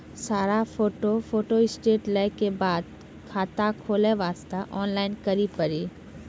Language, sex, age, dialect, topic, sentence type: Maithili, female, 31-35, Angika, banking, question